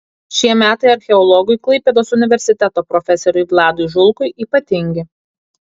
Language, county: Lithuanian, Kaunas